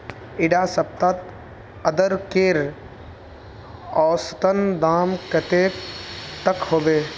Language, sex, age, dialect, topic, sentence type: Magahi, male, 25-30, Northeastern/Surjapuri, agriculture, question